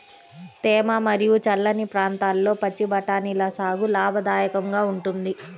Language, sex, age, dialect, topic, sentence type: Telugu, female, 31-35, Central/Coastal, agriculture, statement